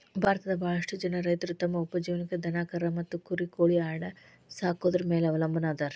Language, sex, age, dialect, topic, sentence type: Kannada, female, 36-40, Dharwad Kannada, agriculture, statement